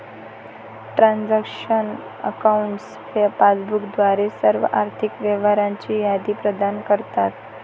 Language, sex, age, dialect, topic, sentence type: Marathi, female, 18-24, Varhadi, banking, statement